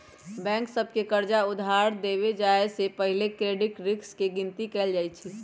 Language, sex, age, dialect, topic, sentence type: Magahi, female, 31-35, Western, banking, statement